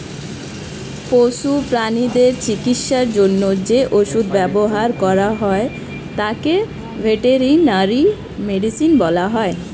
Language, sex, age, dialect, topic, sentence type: Bengali, female, 25-30, Standard Colloquial, agriculture, statement